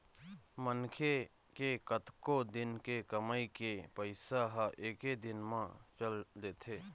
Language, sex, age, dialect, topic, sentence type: Chhattisgarhi, male, 31-35, Eastern, banking, statement